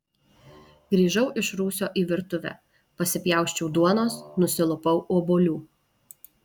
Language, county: Lithuanian, Alytus